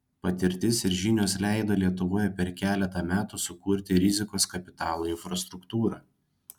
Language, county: Lithuanian, Kaunas